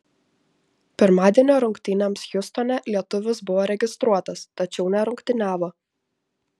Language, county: Lithuanian, Šiauliai